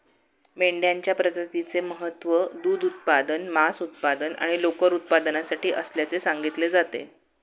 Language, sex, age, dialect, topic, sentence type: Marathi, male, 56-60, Standard Marathi, agriculture, statement